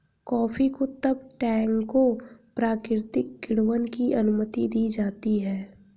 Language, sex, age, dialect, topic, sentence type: Hindi, female, 18-24, Hindustani Malvi Khadi Boli, agriculture, statement